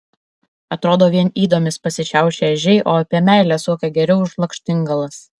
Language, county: Lithuanian, Alytus